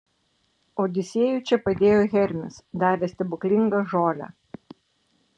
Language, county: Lithuanian, Vilnius